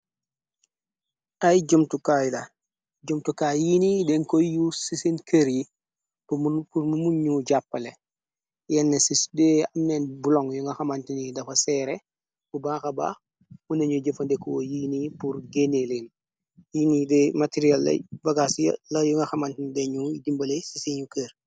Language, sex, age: Wolof, male, 25-35